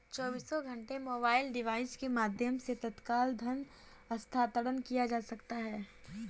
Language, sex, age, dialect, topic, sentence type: Hindi, female, 18-24, Kanauji Braj Bhasha, banking, statement